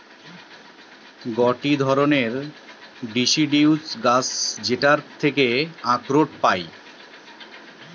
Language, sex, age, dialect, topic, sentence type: Bengali, male, 36-40, Western, agriculture, statement